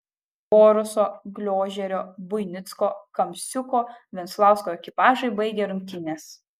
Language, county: Lithuanian, Kaunas